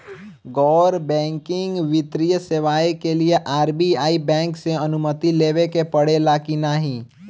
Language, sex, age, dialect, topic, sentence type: Bhojpuri, male, 18-24, Northern, banking, question